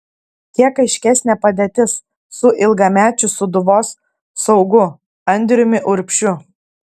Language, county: Lithuanian, Klaipėda